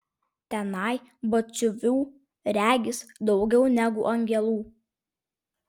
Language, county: Lithuanian, Vilnius